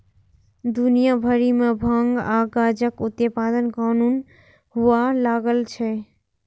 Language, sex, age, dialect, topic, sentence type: Maithili, female, 41-45, Eastern / Thethi, agriculture, statement